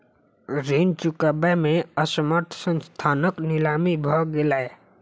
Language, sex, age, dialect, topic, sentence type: Maithili, male, 25-30, Southern/Standard, banking, statement